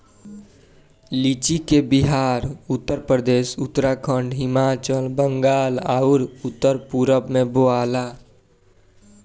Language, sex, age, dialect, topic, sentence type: Bhojpuri, male, 18-24, Southern / Standard, agriculture, statement